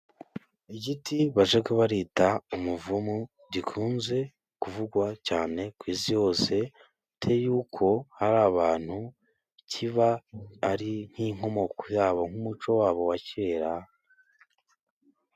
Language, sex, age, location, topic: Kinyarwanda, male, 18-24, Musanze, government